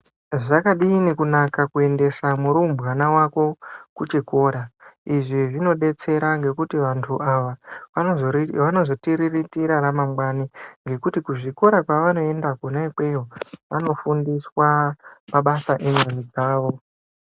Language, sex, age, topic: Ndau, male, 25-35, education